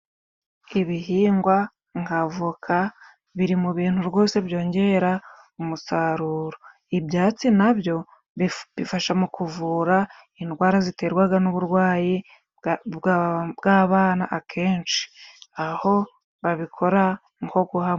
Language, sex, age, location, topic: Kinyarwanda, female, 25-35, Musanze, health